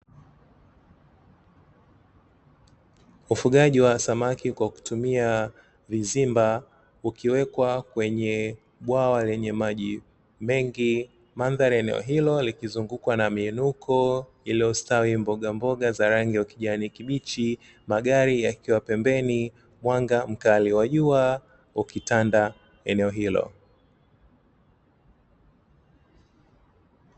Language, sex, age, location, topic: Swahili, male, 36-49, Dar es Salaam, agriculture